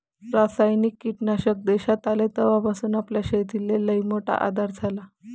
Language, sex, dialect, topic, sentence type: Marathi, female, Varhadi, agriculture, statement